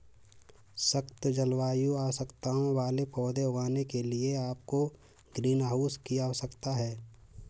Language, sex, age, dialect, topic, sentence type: Hindi, male, 18-24, Marwari Dhudhari, agriculture, statement